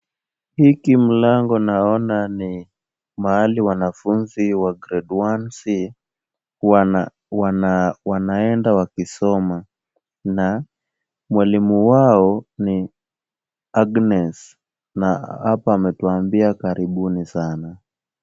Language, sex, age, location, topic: Swahili, male, 18-24, Kisumu, education